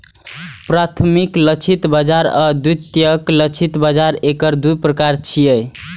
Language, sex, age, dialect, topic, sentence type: Maithili, male, 18-24, Eastern / Thethi, banking, statement